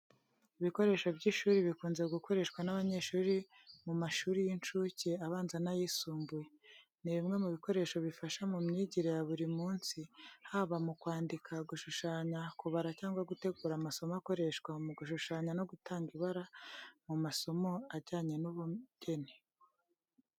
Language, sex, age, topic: Kinyarwanda, female, 36-49, education